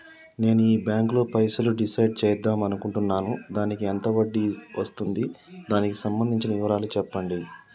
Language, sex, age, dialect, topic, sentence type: Telugu, male, 31-35, Telangana, banking, question